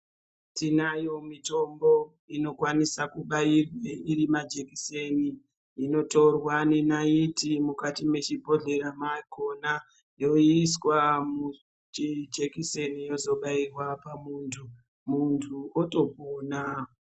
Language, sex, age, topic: Ndau, female, 36-49, health